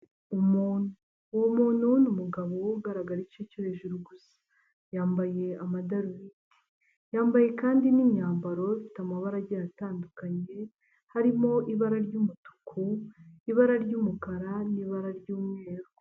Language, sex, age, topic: Kinyarwanda, female, 18-24, government